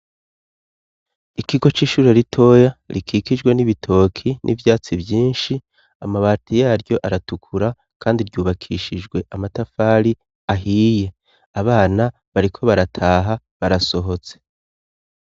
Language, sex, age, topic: Rundi, male, 36-49, education